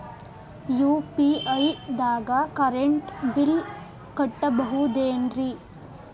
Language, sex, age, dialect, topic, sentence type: Kannada, female, 18-24, Dharwad Kannada, banking, question